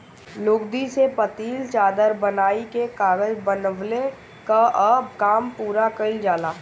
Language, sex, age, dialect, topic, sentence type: Bhojpuri, male, 60-100, Northern, agriculture, statement